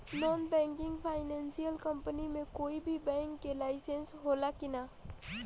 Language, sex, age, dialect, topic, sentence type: Bhojpuri, female, 18-24, Northern, banking, question